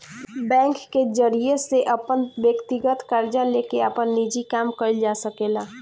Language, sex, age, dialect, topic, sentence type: Bhojpuri, female, 18-24, Southern / Standard, banking, statement